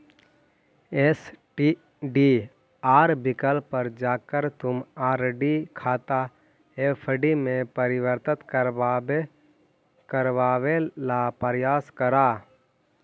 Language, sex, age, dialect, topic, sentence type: Magahi, male, 18-24, Central/Standard, banking, statement